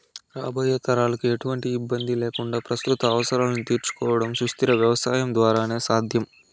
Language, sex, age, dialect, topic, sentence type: Telugu, male, 60-100, Southern, agriculture, statement